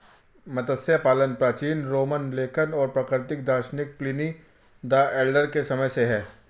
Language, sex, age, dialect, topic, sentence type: Hindi, female, 36-40, Hindustani Malvi Khadi Boli, agriculture, statement